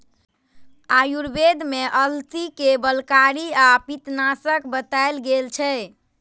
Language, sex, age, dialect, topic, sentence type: Maithili, female, 18-24, Eastern / Thethi, agriculture, statement